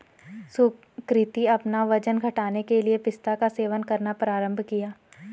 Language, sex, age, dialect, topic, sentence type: Hindi, female, 18-24, Garhwali, agriculture, statement